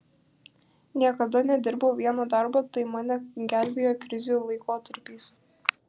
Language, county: Lithuanian, Kaunas